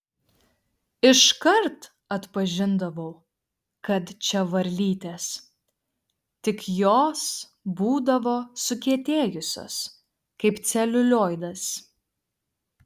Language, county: Lithuanian, Vilnius